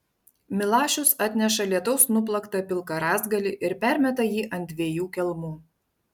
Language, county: Lithuanian, Panevėžys